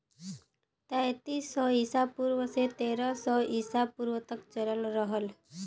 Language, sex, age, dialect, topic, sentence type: Bhojpuri, female, 18-24, Western, agriculture, statement